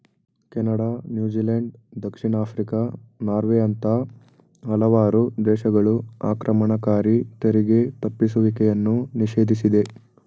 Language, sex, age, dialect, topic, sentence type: Kannada, male, 18-24, Mysore Kannada, banking, statement